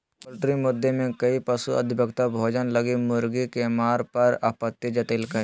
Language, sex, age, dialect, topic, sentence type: Magahi, male, 18-24, Southern, agriculture, statement